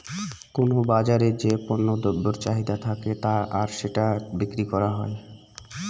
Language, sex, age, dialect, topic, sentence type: Bengali, male, 25-30, Northern/Varendri, banking, statement